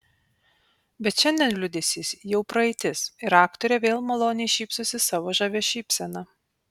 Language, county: Lithuanian, Panevėžys